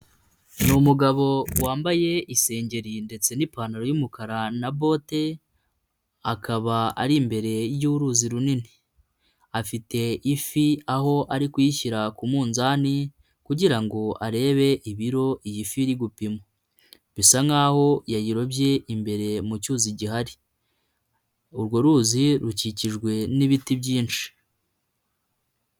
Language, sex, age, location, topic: Kinyarwanda, female, 25-35, Nyagatare, agriculture